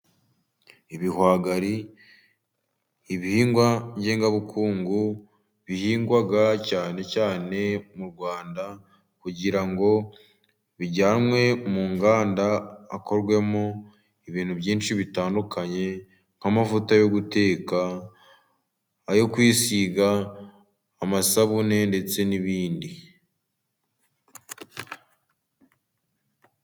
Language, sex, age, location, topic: Kinyarwanda, male, 18-24, Musanze, agriculture